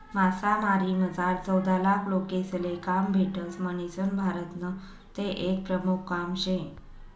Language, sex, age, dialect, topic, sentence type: Marathi, female, 18-24, Northern Konkan, agriculture, statement